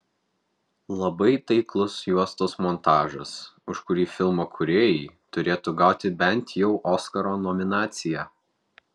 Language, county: Lithuanian, Vilnius